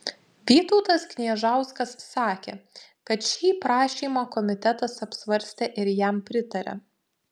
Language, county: Lithuanian, Panevėžys